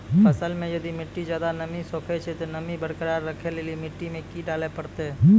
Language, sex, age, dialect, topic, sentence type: Maithili, male, 18-24, Angika, agriculture, question